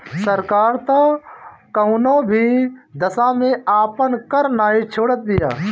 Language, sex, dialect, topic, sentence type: Bhojpuri, male, Northern, banking, statement